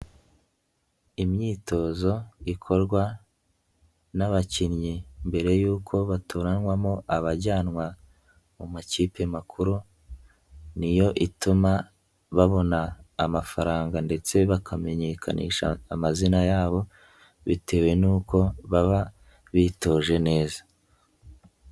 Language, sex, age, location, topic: Kinyarwanda, male, 18-24, Nyagatare, government